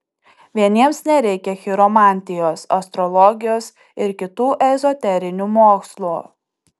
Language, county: Lithuanian, Tauragė